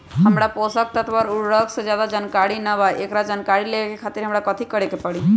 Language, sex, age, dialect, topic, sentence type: Magahi, female, 31-35, Western, agriculture, question